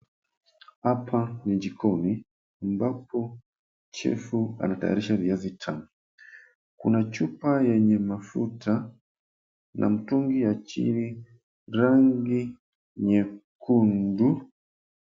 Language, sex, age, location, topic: Swahili, male, 25-35, Mombasa, agriculture